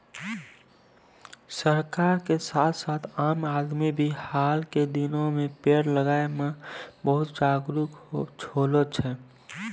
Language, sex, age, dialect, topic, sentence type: Maithili, male, 18-24, Angika, agriculture, statement